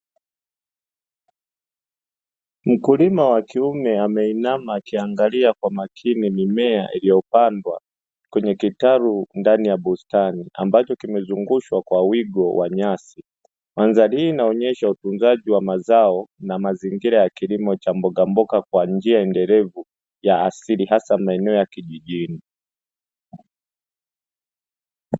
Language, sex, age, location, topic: Swahili, male, 25-35, Dar es Salaam, agriculture